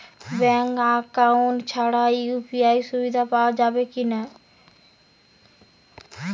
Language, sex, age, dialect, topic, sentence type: Bengali, female, 18-24, Western, banking, question